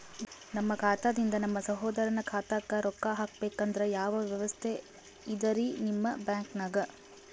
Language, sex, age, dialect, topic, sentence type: Kannada, female, 18-24, Northeastern, banking, question